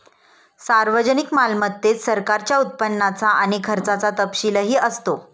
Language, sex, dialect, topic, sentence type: Marathi, female, Standard Marathi, banking, statement